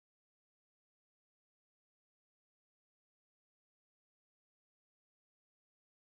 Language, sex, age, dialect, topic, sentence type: Bengali, female, 18-24, Jharkhandi, agriculture, question